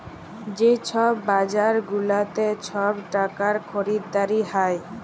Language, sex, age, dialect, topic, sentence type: Bengali, female, 18-24, Jharkhandi, banking, statement